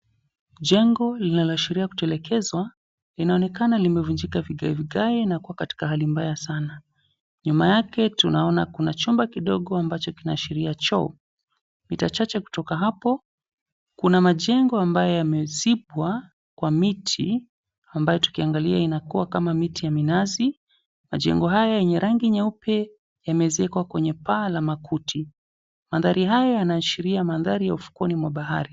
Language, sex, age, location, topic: Swahili, male, 25-35, Mombasa, government